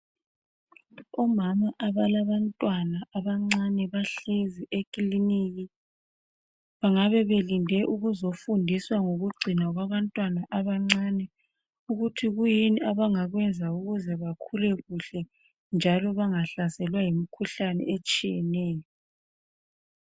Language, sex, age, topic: North Ndebele, female, 36-49, health